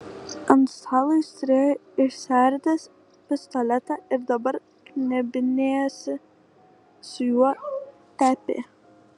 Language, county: Lithuanian, Kaunas